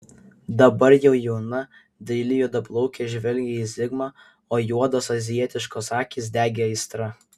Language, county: Lithuanian, Kaunas